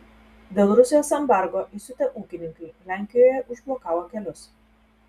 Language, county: Lithuanian, Telšiai